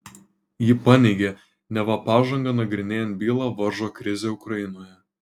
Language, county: Lithuanian, Kaunas